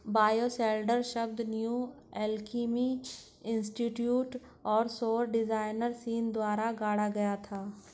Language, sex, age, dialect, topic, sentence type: Hindi, female, 46-50, Hindustani Malvi Khadi Boli, agriculture, statement